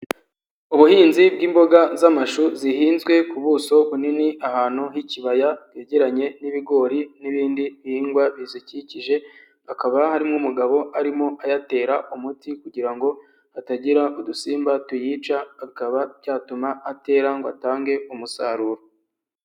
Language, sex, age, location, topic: Kinyarwanda, male, 18-24, Huye, agriculture